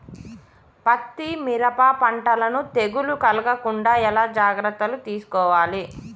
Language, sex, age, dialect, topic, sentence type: Telugu, female, 31-35, Telangana, agriculture, question